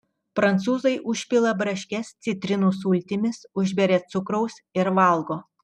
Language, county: Lithuanian, Telšiai